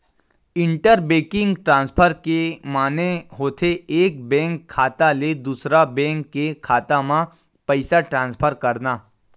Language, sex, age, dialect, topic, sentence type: Chhattisgarhi, male, 18-24, Western/Budati/Khatahi, banking, statement